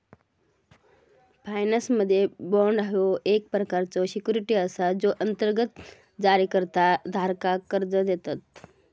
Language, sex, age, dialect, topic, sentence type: Marathi, female, 31-35, Southern Konkan, banking, statement